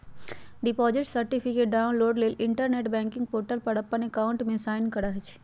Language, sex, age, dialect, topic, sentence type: Magahi, female, 31-35, Western, banking, statement